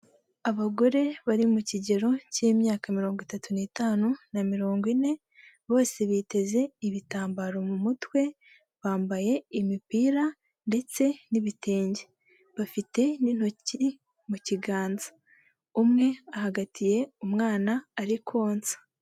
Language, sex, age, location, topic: Kinyarwanda, female, 25-35, Huye, health